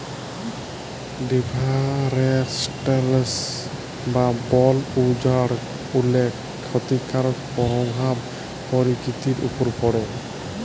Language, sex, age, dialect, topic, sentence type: Bengali, male, 25-30, Jharkhandi, agriculture, statement